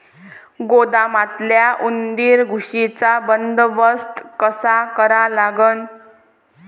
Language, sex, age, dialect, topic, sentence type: Marathi, female, 18-24, Varhadi, agriculture, question